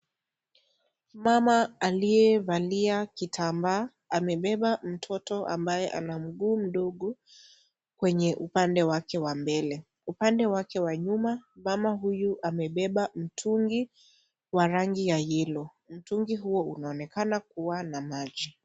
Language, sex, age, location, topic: Swahili, female, 50+, Kisii, health